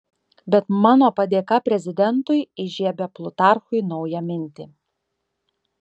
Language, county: Lithuanian, Kaunas